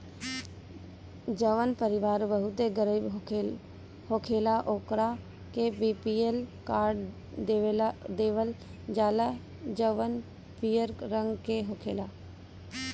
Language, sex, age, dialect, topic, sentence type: Bhojpuri, female, 18-24, Northern, agriculture, statement